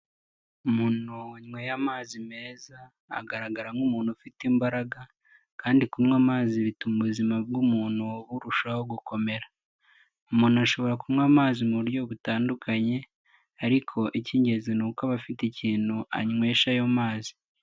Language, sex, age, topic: Kinyarwanda, male, 18-24, health